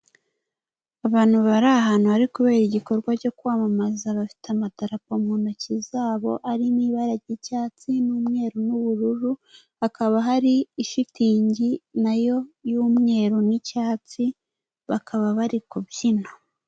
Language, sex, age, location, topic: Kinyarwanda, female, 18-24, Kigali, government